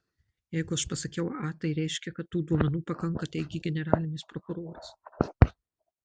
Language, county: Lithuanian, Marijampolė